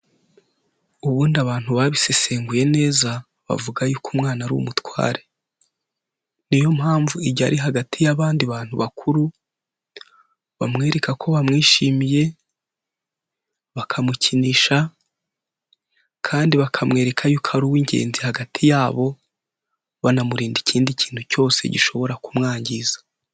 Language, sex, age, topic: Kinyarwanda, male, 18-24, health